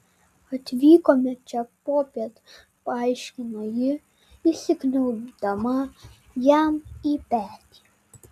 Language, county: Lithuanian, Vilnius